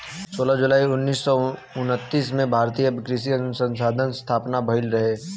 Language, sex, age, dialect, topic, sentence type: Bhojpuri, male, 18-24, Western, agriculture, statement